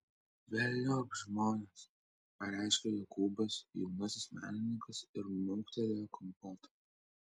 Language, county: Lithuanian, Vilnius